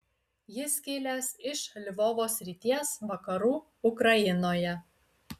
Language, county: Lithuanian, Utena